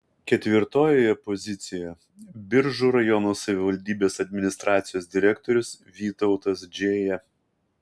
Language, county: Lithuanian, Kaunas